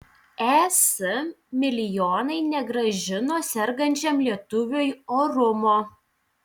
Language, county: Lithuanian, Telšiai